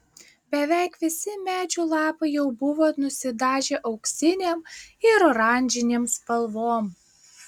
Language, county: Lithuanian, Klaipėda